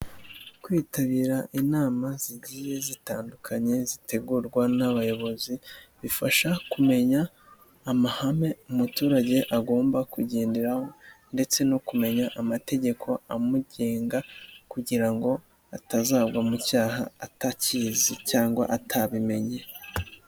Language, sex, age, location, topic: Kinyarwanda, male, 25-35, Nyagatare, finance